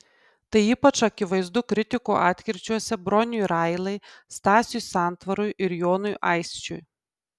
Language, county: Lithuanian, Kaunas